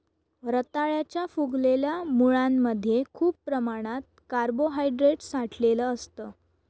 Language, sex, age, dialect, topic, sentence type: Marathi, female, 31-35, Northern Konkan, agriculture, statement